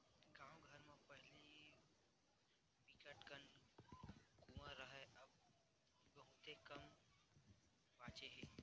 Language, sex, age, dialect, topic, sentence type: Chhattisgarhi, male, 18-24, Western/Budati/Khatahi, agriculture, statement